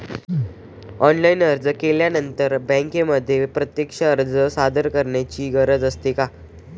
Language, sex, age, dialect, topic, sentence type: Marathi, male, 18-24, Standard Marathi, banking, question